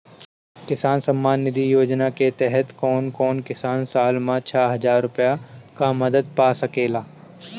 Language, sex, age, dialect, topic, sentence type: Bhojpuri, male, 25-30, Northern, agriculture, question